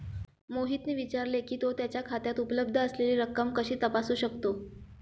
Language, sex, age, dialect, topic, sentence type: Marathi, female, 25-30, Standard Marathi, banking, statement